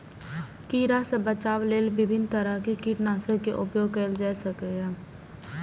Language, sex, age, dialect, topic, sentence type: Maithili, female, 18-24, Eastern / Thethi, agriculture, statement